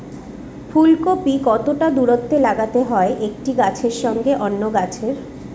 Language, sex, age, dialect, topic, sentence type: Bengali, female, 36-40, Rajbangshi, agriculture, question